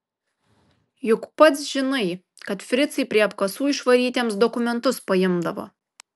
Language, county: Lithuanian, Kaunas